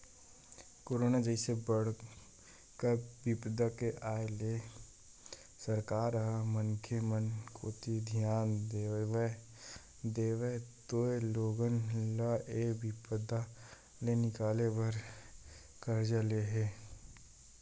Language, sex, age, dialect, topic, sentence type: Chhattisgarhi, male, 18-24, Western/Budati/Khatahi, banking, statement